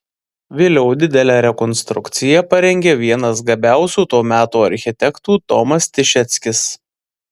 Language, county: Lithuanian, Vilnius